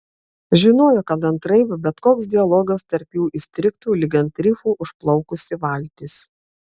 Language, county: Lithuanian, Klaipėda